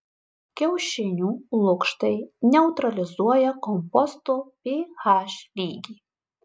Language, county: Lithuanian, Marijampolė